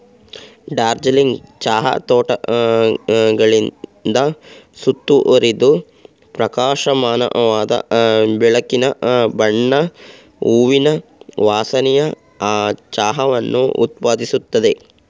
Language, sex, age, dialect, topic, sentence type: Kannada, male, 36-40, Mysore Kannada, agriculture, statement